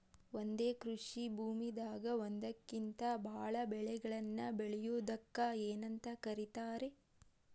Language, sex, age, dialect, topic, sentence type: Kannada, female, 31-35, Dharwad Kannada, agriculture, question